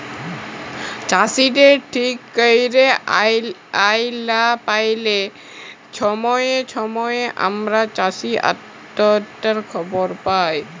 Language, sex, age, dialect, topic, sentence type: Bengali, male, 41-45, Jharkhandi, agriculture, statement